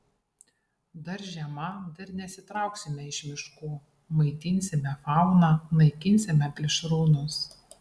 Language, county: Lithuanian, Panevėžys